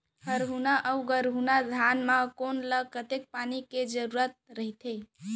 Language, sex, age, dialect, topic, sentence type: Chhattisgarhi, female, 46-50, Central, agriculture, question